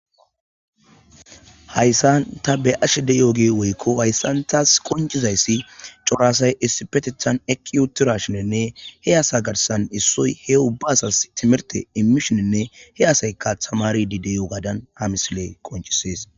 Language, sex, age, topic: Gamo, male, 25-35, agriculture